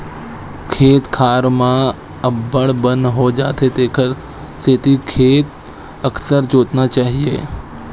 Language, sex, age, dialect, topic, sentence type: Chhattisgarhi, male, 25-30, Western/Budati/Khatahi, agriculture, statement